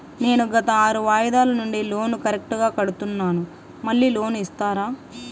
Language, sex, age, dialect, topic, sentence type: Telugu, female, 18-24, Southern, banking, question